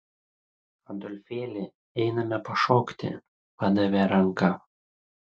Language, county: Lithuanian, Utena